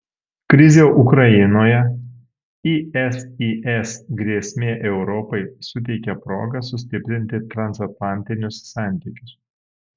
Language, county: Lithuanian, Alytus